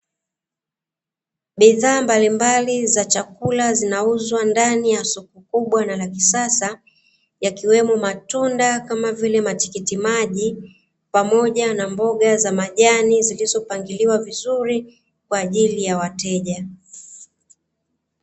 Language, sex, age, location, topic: Swahili, female, 36-49, Dar es Salaam, finance